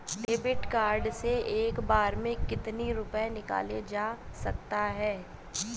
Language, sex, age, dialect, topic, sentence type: Hindi, female, 25-30, Awadhi Bundeli, banking, question